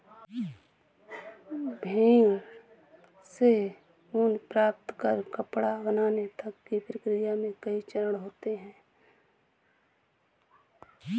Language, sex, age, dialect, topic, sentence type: Hindi, female, 18-24, Awadhi Bundeli, agriculture, statement